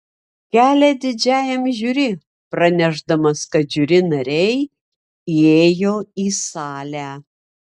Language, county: Lithuanian, Marijampolė